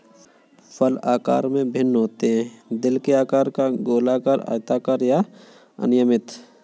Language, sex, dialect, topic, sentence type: Hindi, male, Kanauji Braj Bhasha, agriculture, statement